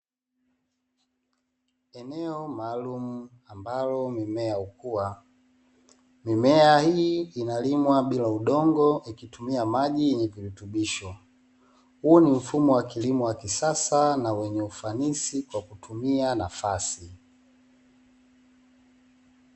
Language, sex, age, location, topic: Swahili, male, 18-24, Dar es Salaam, agriculture